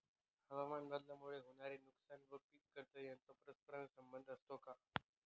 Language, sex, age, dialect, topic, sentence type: Marathi, male, 25-30, Northern Konkan, agriculture, question